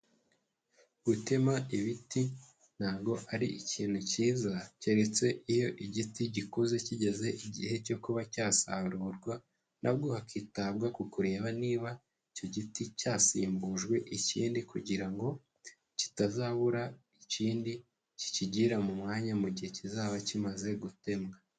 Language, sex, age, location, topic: Kinyarwanda, male, 25-35, Huye, agriculture